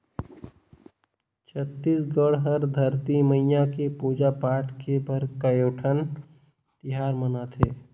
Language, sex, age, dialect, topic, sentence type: Chhattisgarhi, male, 18-24, Northern/Bhandar, agriculture, statement